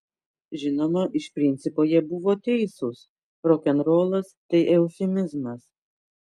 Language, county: Lithuanian, Kaunas